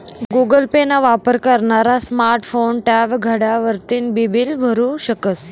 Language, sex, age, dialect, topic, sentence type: Marathi, female, 18-24, Northern Konkan, banking, statement